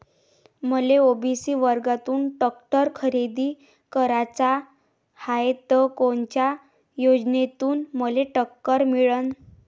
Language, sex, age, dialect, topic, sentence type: Marathi, female, 18-24, Varhadi, agriculture, question